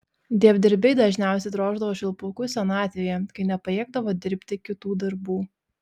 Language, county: Lithuanian, Šiauliai